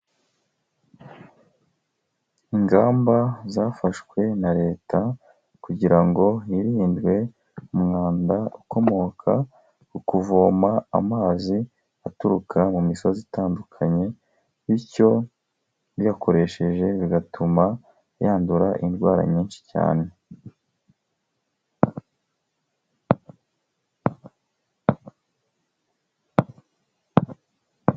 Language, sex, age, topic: Kinyarwanda, male, 25-35, health